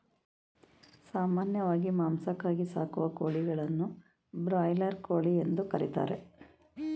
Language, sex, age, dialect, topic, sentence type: Kannada, female, 56-60, Mysore Kannada, agriculture, statement